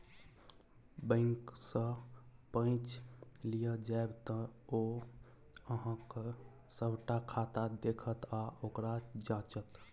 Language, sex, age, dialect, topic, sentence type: Maithili, male, 18-24, Bajjika, banking, statement